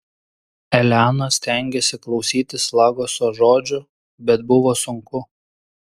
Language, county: Lithuanian, Klaipėda